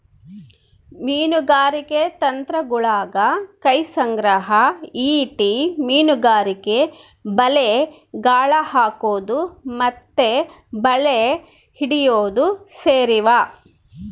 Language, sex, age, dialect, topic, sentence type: Kannada, female, 36-40, Central, agriculture, statement